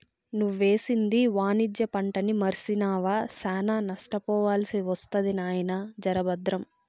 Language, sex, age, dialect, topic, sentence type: Telugu, female, 46-50, Southern, banking, statement